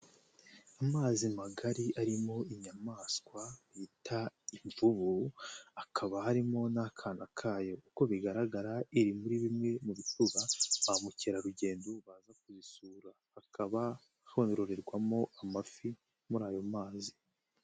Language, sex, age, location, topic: Kinyarwanda, male, 25-35, Nyagatare, agriculture